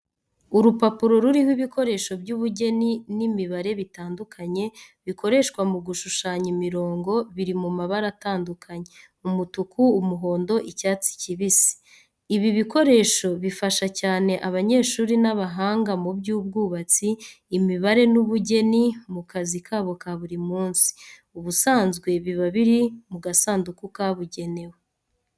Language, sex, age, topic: Kinyarwanda, female, 25-35, education